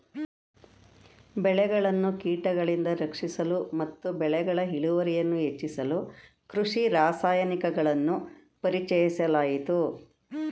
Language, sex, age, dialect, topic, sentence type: Kannada, female, 56-60, Mysore Kannada, agriculture, statement